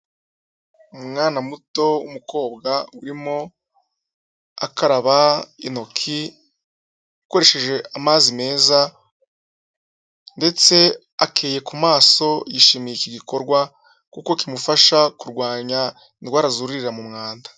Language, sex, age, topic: Kinyarwanda, male, 25-35, health